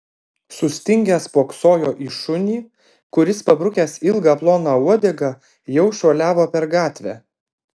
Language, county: Lithuanian, Alytus